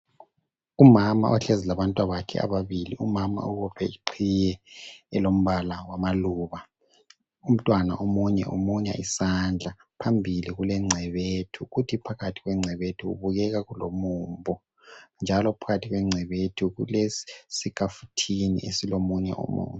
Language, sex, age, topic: North Ndebele, male, 18-24, health